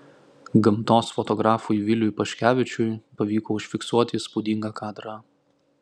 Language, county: Lithuanian, Klaipėda